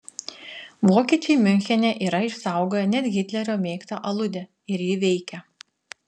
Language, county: Lithuanian, Klaipėda